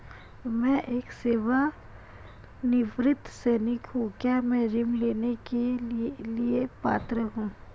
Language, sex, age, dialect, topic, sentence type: Hindi, female, 25-30, Marwari Dhudhari, banking, question